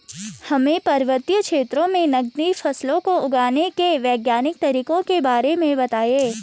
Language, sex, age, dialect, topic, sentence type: Hindi, female, 36-40, Garhwali, agriculture, question